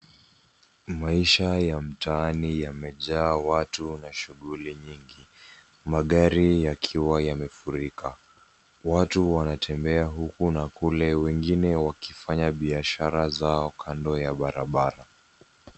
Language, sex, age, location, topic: Swahili, female, 18-24, Nairobi, government